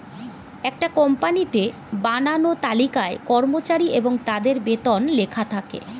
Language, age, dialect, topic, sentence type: Bengali, 41-45, Standard Colloquial, banking, statement